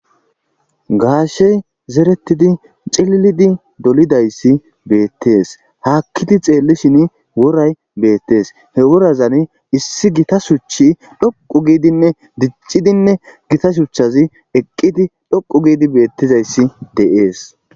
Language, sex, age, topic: Gamo, male, 25-35, agriculture